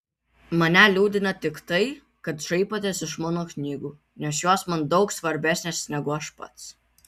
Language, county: Lithuanian, Vilnius